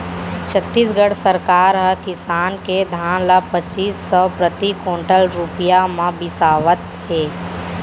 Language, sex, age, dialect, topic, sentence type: Chhattisgarhi, female, 18-24, Central, banking, statement